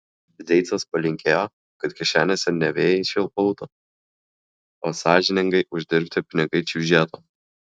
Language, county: Lithuanian, Klaipėda